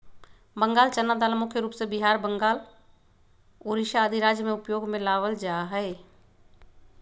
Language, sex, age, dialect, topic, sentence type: Magahi, female, 36-40, Western, agriculture, statement